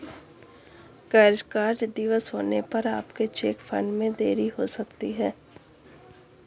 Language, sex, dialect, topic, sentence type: Hindi, female, Marwari Dhudhari, banking, statement